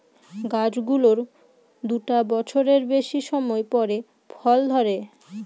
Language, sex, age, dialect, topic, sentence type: Bengali, female, 25-30, Northern/Varendri, agriculture, statement